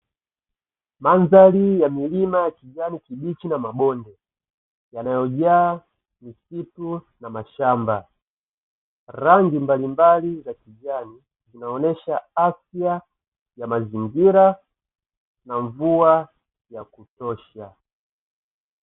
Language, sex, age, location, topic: Swahili, male, 25-35, Dar es Salaam, agriculture